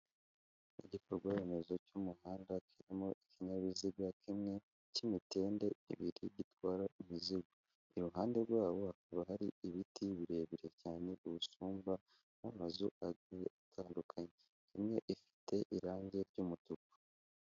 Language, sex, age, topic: Kinyarwanda, male, 18-24, government